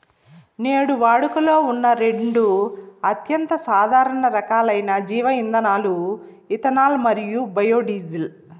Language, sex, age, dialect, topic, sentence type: Telugu, female, 36-40, Southern, agriculture, statement